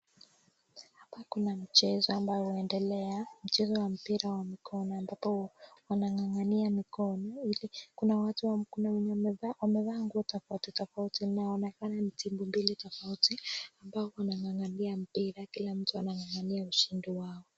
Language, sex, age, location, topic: Swahili, female, 18-24, Nakuru, government